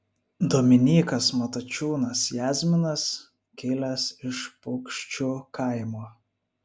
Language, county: Lithuanian, Vilnius